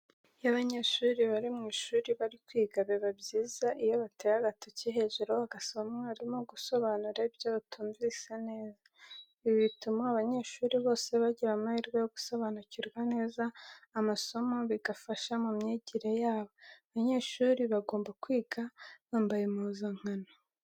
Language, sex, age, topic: Kinyarwanda, female, 18-24, education